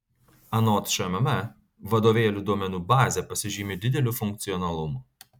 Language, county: Lithuanian, Kaunas